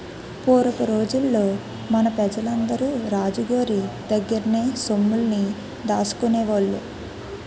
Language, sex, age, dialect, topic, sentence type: Telugu, female, 18-24, Utterandhra, banking, statement